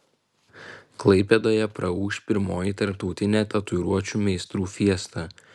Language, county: Lithuanian, Vilnius